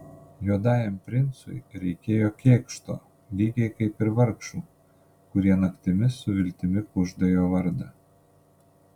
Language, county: Lithuanian, Panevėžys